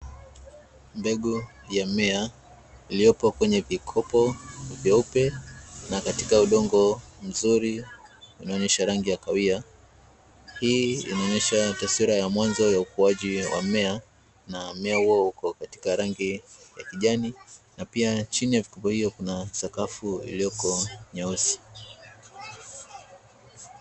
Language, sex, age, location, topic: Swahili, male, 25-35, Dar es Salaam, agriculture